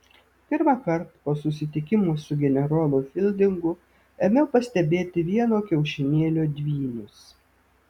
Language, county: Lithuanian, Vilnius